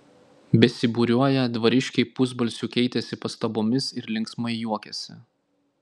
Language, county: Lithuanian, Klaipėda